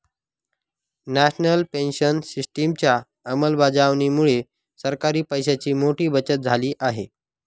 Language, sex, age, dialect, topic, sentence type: Marathi, male, 36-40, Northern Konkan, banking, statement